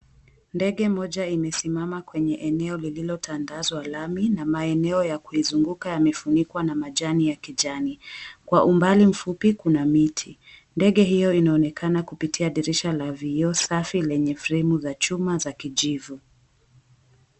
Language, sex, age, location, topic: Swahili, female, 18-24, Mombasa, government